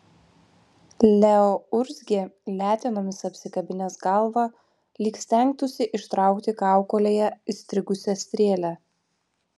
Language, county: Lithuanian, Vilnius